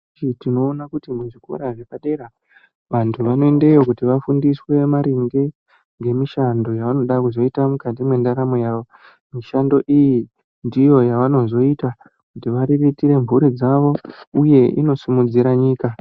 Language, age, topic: Ndau, 50+, education